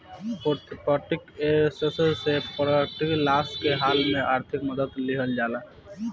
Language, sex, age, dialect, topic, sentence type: Bhojpuri, male, <18, Southern / Standard, banking, statement